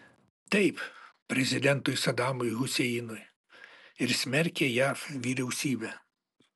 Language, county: Lithuanian, Alytus